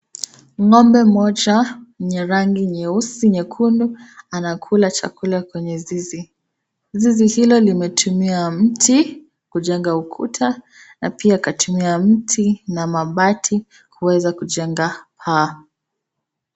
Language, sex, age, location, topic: Swahili, female, 25-35, Nakuru, agriculture